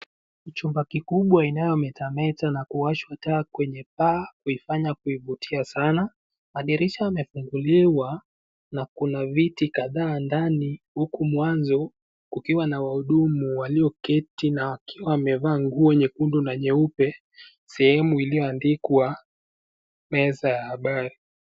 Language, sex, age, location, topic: Swahili, male, 18-24, Nakuru, government